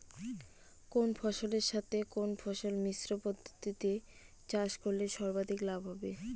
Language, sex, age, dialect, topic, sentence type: Bengali, female, 18-24, Northern/Varendri, agriculture, question